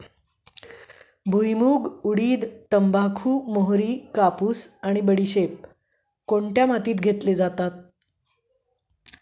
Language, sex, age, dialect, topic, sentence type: Marathi, female, 51-55, Standard Marathi, agriculture, question